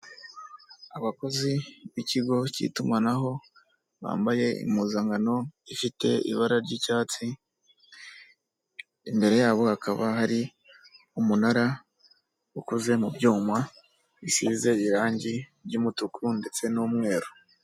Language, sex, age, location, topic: Kinyarwanda, male, 18-24, Kigali, government